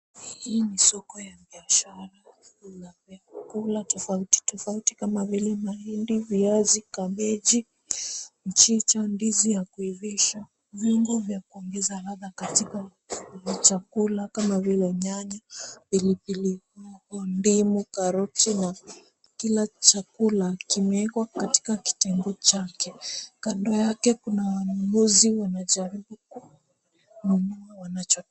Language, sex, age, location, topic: Swahili, female, 18-24, Kisumu, finance